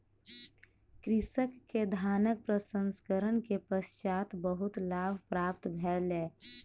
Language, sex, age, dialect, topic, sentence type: Maithili, female, 18-24, Southern/Standard, agriculture, statement